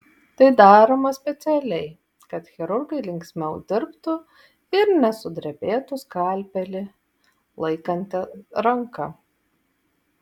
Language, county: Lithuanian, Vilnius